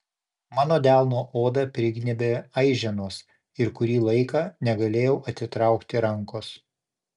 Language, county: Lithuanian, Panevėžys